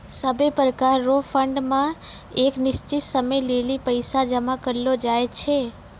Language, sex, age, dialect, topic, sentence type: Maithili, female, 25-30, Angika, banking, statement